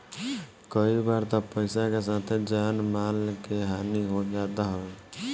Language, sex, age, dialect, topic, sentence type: Bhojpuri, male, 18-24, Northern, banking, statement